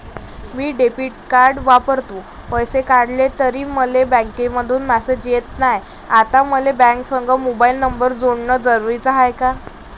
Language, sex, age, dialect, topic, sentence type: Marathi, female, 25-30, Varhadi, banking, question